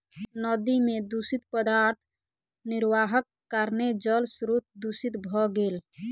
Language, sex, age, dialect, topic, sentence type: Maithili, female, 18-24, Southern/Standard, agriculture, statement